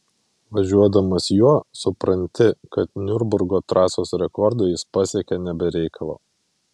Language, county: Lithuanian, Vilnius